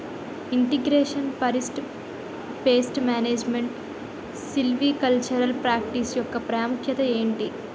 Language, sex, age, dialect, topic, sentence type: Telugu, female, 18-24, Utterandhra, agriculture, question